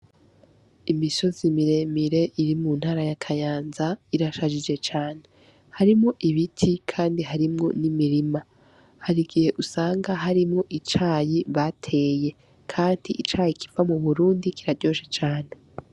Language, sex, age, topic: Rundi, female, 18-24, agriculture